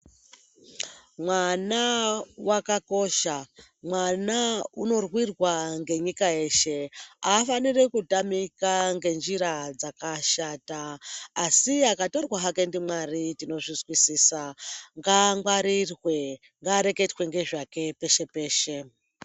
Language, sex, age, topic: Ndau, female, 50+, health